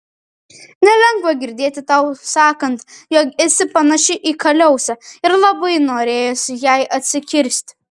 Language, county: Lithuanian, Vilnius